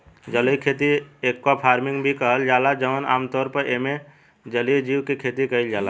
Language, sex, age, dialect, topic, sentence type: Bhojpuri, male, 18-24, Southern / Standard, agriculture, statement